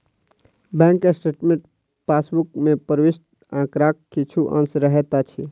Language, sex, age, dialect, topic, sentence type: Maithili, male, 60-100, Southern/Standard, banking, statement